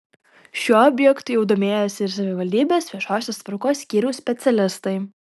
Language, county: Lithuanian, Kaunas